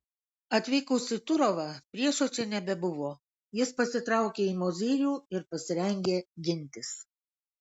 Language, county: Lithuanian, Kaunas